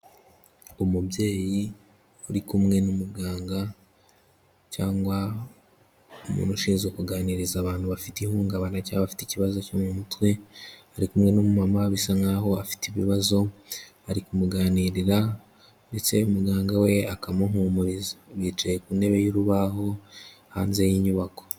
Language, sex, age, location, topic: Kinyarwanda, male, 18-24, Kigali, health